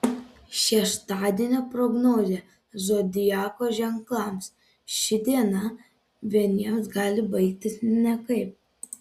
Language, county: Lithuanian, Panevėžys